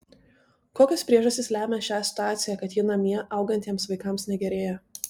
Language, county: Lithuanian, Tauragė